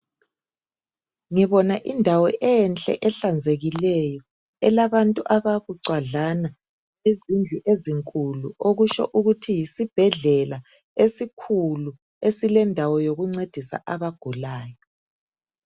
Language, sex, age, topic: North Ndebele, male, 50+, health